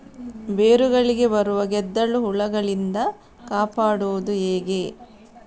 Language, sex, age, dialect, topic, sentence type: Kannada, female, 60-100, Coastal/Dakshin, agriculture, question